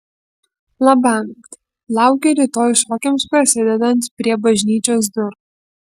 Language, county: Lithuanian, Kaunas